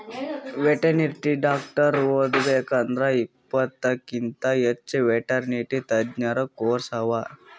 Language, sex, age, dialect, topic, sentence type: Kannada, male, 25-30, Northeastern, agriculture, statement